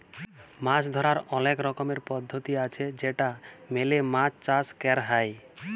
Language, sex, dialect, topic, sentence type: Bengali, male, Jharkhandi, agriculture, statement